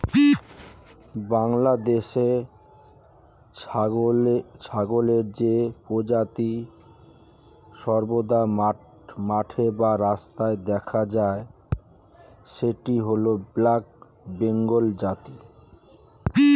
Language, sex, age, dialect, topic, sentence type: Bengali, male, 41-45, Standard Colloquial, agriculture, statement